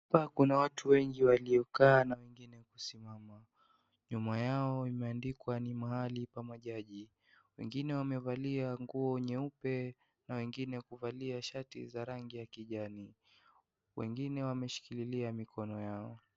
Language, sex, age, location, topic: Swahili, male, 18-24, Kisii, government